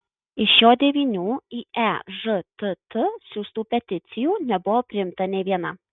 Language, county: Lithuanian, Marijampolė